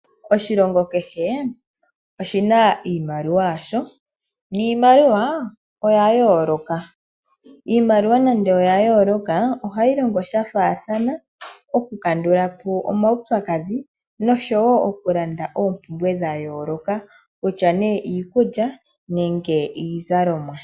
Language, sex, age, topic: Oshiwambo, female, 18-24, finance